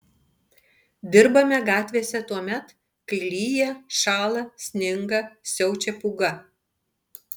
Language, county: Lithuanian, Panevėžys